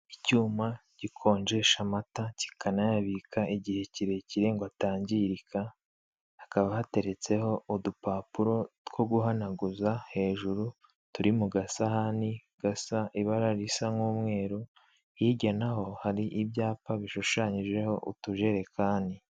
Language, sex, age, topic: Kinyarwanda, male, 25-35, finance